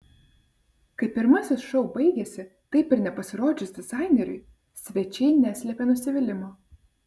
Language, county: Lithuanian, Vilnius